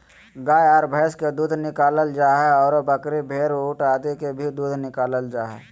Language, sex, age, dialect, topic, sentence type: Magahi, male, 18-24, Southern, agriculture, statement